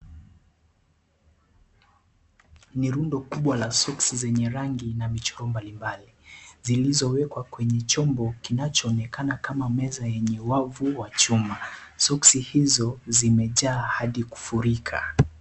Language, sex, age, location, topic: Swahili, male, 18-24, Kisii, finance